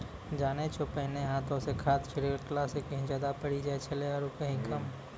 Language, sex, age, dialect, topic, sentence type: Maithili, male, 18-24, Angika, agriculture, statement